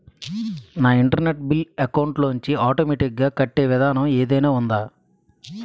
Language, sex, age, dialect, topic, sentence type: Telugu, male, 31-35, Utterandhra, banking, question